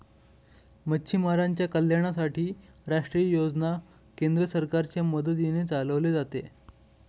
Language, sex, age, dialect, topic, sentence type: Marathi, male, 25-30, Northern Konkan, agriculture, statement